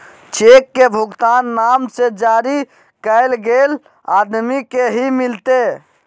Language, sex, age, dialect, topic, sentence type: Magahi, male, 56-60, Southern, banking, statement